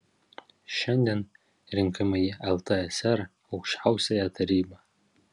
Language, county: Lithuanian, Vilnius